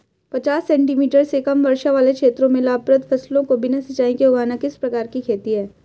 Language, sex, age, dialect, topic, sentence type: Hindi, female, 18-24, Hindustani Malvi Khadi Boli, agriculture, question